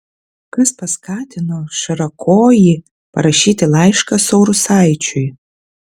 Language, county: Lithuanian, Vilnius